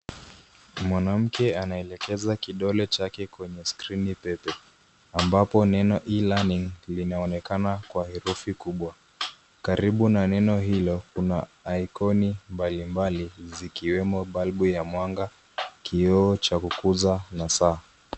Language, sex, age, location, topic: Swahili, male, 25-35, Nairobi, education